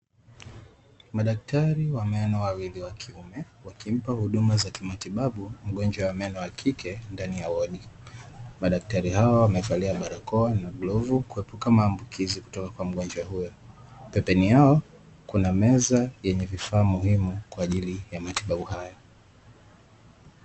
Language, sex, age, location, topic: Swahili, male, 18-24, Dar es Salaam, health